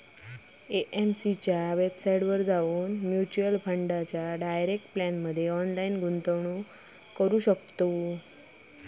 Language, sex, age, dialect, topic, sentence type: Marathi, female, 25-30, Southern Konkan, banking, statement